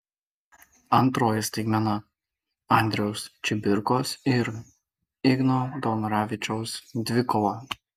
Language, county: Lithuanian, Kaunas